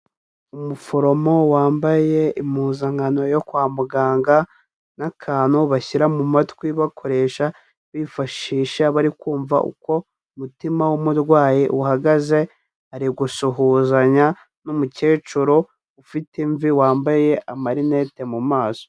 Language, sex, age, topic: Kinyarwanda, male, 18-24, health